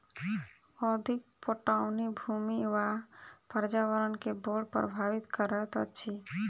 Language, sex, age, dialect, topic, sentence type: Maithili, female, 18-24, Southern/Standard, agriculture, statement